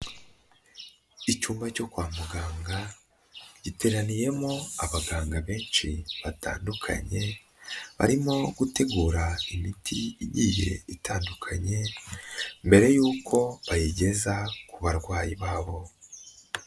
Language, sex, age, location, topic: Kinyarwanda, male, 25-35, Nyagatare, health